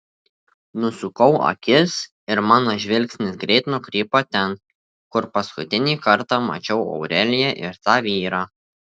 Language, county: Lithuanian, Tauragė